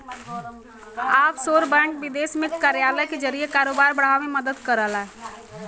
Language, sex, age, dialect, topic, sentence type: Bhojpuri, male, 25-30, Western, banking, statement